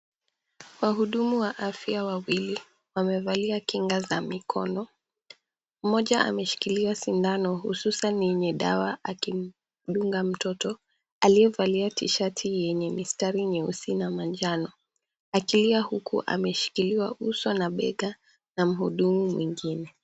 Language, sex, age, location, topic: Swahili, female, 18-24, Mombasa, health